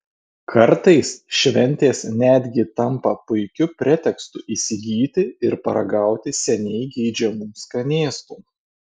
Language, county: Lithuanian, Vilnius